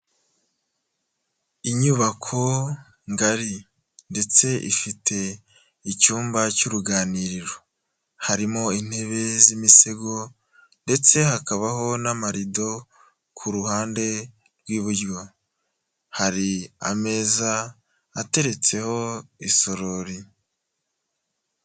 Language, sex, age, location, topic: Kinyarwanda, male, 18-24, Nyagatare, finance